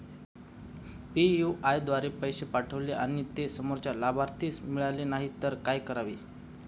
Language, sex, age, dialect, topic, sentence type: Marathi, male, 25-30, Standard Marathi, banking, question